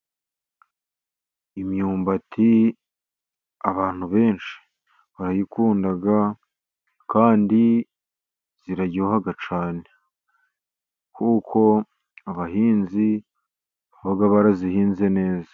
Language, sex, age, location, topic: Kinyarwanda, male, 50+, Musanze, agriculture